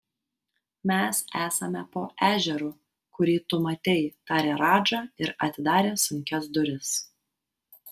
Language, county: Lithuanian, Vilnius